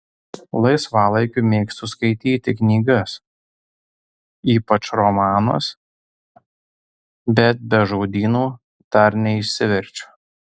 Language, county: Lithuanian, Tauragė